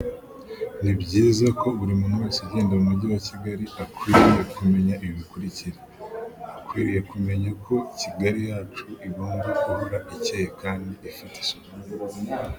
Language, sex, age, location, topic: Kinyarwanda, male, 25-35, Kigali, government